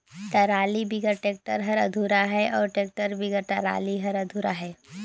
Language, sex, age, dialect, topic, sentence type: Chhattisgarhi, female, 18-24, Northern/Bhandar, agriculture, statement